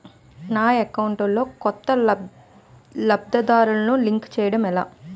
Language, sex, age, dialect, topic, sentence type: Telugu, female, 25-30, Utterandhra, banking, question